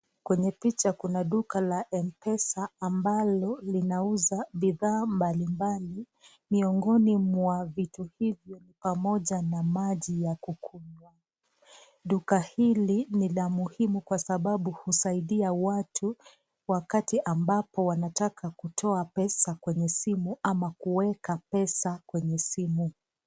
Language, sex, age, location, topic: Swahili, female, 25-35, Nakuru, finance